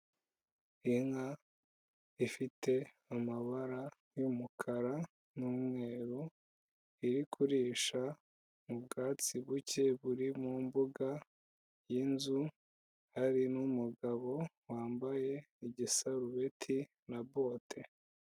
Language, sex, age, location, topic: Kinyarwanda, female, 25-35, Kigali, agriculture